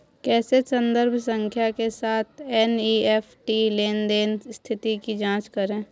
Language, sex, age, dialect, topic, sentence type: Hindi, female, 18-24, Hindustani Malvi Khadi Boli, banking, question